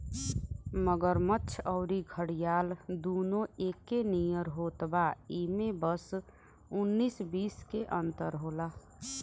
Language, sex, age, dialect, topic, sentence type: Bhojpuri, female, <18, Western, agriculture, statement